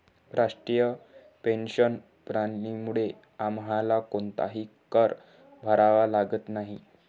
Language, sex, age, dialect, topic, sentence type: Marathi, male, 25-30, Varhadi, banking, statement